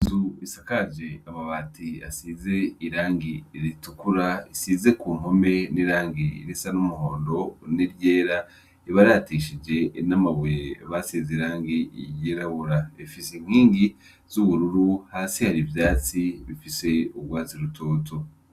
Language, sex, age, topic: Rundi, male, 25-35, education